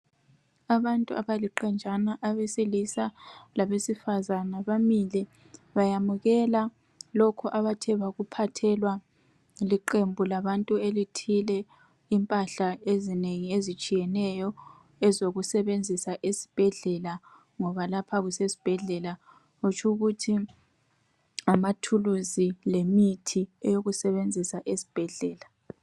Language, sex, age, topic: North Ndebele, female, 25-35, health